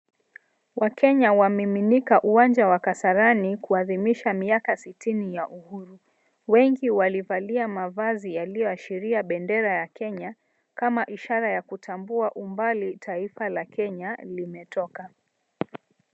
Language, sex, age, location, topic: Swahili, female, 25-35, Mombasa, government